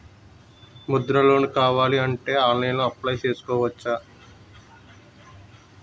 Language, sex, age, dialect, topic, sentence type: Telugu, male, 25-30, Utterandhra, banking, question